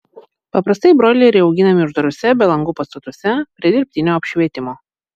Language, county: Lithuanian, Vilnius